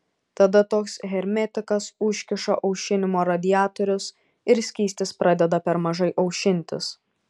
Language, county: Lithuanian, Šiauliai